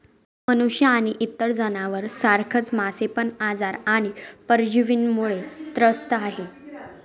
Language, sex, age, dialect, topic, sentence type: Marathi, female, 18-24, Northern Konkan, agriculture, statement